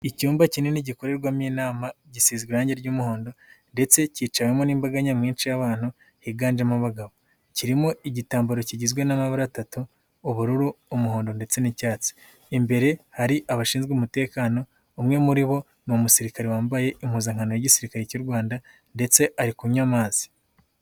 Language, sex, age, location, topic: Kinyarwanda, male, 18-24, Nyagatare, government